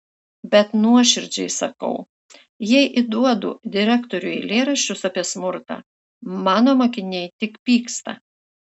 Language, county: Lithuanian, Šiauliai